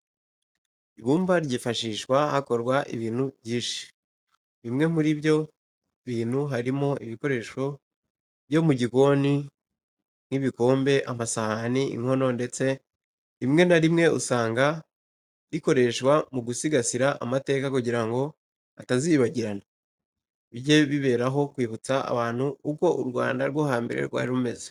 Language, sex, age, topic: Kinyarwanda, male, 18-24, education